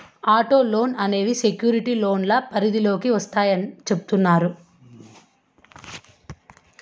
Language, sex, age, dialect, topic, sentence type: Telugu, female, 25-30, Southern, banking, statement